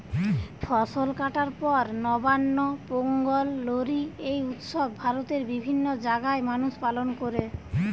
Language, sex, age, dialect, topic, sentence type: Bengali, female, 25-30, Western, agriculture, statement